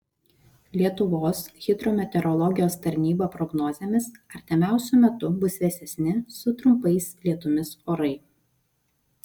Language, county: Lithuanian, Vilnius